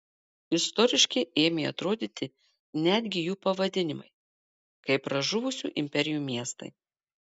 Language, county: Lithuanian, Marijampolė